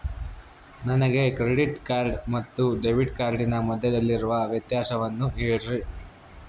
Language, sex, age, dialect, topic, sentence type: Kannada, male, 41-45, Central, banking, question